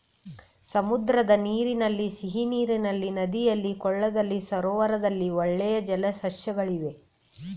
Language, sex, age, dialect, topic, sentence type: Kannada, female, 36-40, Mysore Kannada, agriculture, statement